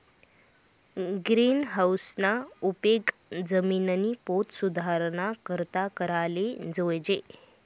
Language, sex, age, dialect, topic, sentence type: Marathi, female, 18-24, Northern Konkan, agriculture, statement